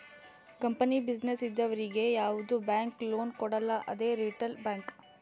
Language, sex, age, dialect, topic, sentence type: Kannada, female, 18-24, Northeastern, banking, statement